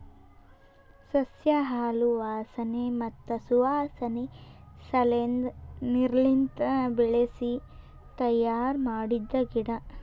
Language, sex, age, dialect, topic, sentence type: Kannada, male, 18-24, Northeastern, agriculture, statement